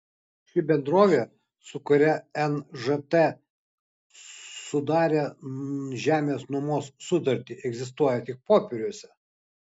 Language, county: Lithuanian, Kaunas